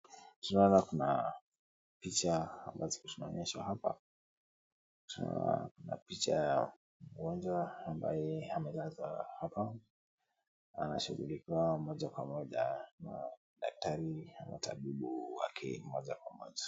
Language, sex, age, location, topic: Swahili, male, 18-24, Kisumu, health